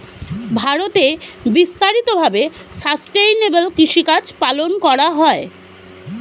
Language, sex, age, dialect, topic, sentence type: Bengali, female, 31-35, Standard Colloquial, agriculture, statement